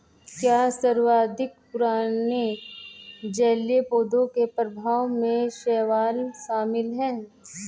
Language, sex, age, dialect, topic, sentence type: Hindi, male, 25-30, Hindustani Malvi Khadi Boli, agriculture, statement